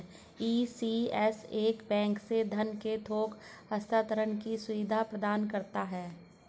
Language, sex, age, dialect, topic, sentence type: Hindi, male, 56-60, Hindustani Malvi Khadi Boli, banking, statement